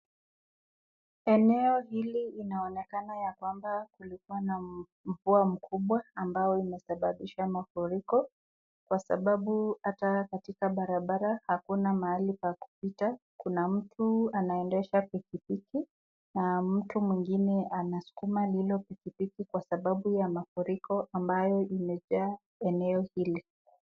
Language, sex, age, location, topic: Swahili, female, 25-35, Nakuru, health